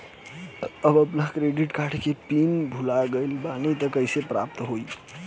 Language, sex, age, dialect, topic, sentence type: Bhojpuri, male, 18-24, Southern / Standard, banking, question